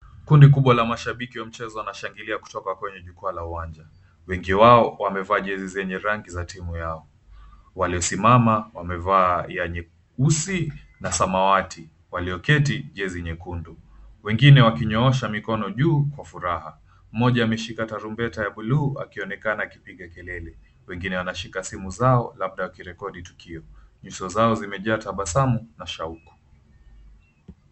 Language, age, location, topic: Swahili, 25-35, Mombasa, government